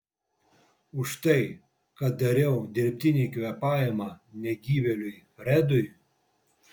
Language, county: Lithuanian, Vilnius